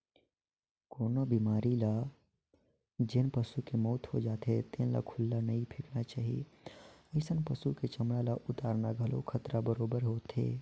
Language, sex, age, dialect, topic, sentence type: Chhattisgarhi, male, 56-60, Northern/Bhandar, agriculture, statement